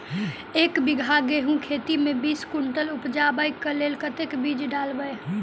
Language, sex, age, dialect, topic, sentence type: Maithili, female, 18-24, Southern/Standard, agriculture, question